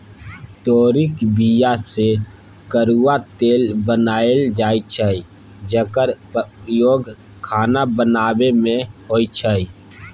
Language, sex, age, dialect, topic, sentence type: Maithili, male, 31-35, Bajjika, agriculture, statement